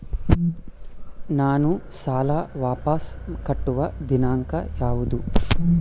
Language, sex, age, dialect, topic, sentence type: Kannada, male, 25-30, Central, banking, question